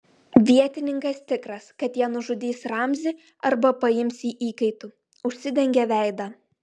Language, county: Lithuanian, Klaipėda